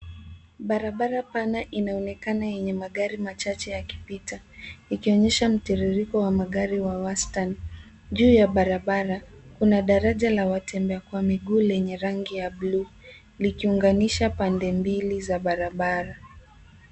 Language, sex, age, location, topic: Swahili, female, 18-24, Nairobi, government